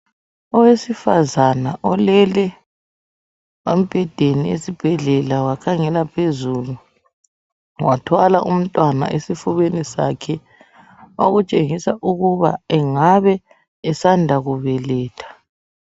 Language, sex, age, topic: North Ndebele, male, 36-49, health